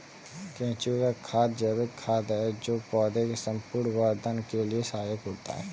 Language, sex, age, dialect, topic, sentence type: Hindi, male, 18-24, Kanauji Braj Bhasha, agriculture, statement